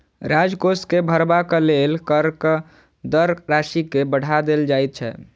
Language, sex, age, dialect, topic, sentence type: Maithili, male, 18-24, Southern/Standard, banking, statement